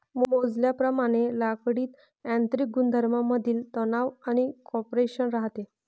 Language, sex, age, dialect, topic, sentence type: Marathi, female, 31-35, Varhadi, agriculture, statement